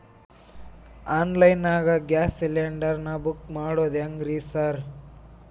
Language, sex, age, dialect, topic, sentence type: Kannada, male, 18-24, Dharwad Kannada, banking, question